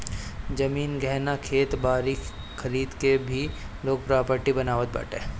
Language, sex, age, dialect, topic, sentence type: Bhojpuri, male, 18-24, Northern, banking, statement